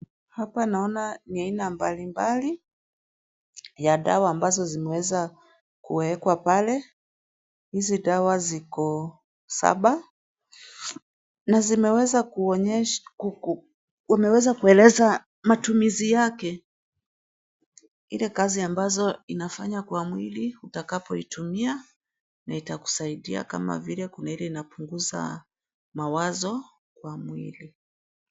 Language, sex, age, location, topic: Swahili, female, 36-49, Kisumu, health